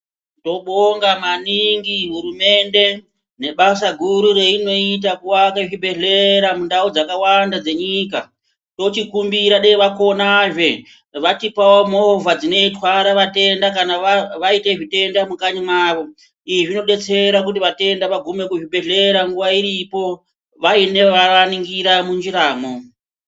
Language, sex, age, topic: Ndau, female, 36-49, health